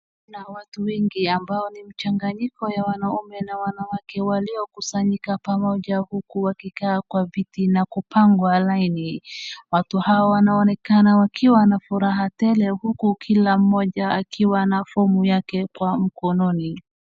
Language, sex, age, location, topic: Swahili, female, 25-35, Wajir, government